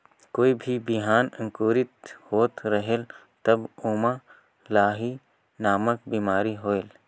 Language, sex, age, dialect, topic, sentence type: Chhattisgarhi, male, 18-24, Northern/Bhandar, agriculture, question